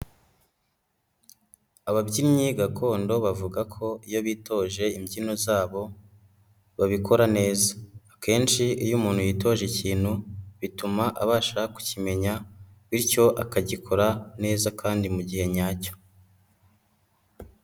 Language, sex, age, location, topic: Kinyarwanda, male, 18-24, Nyagatare, government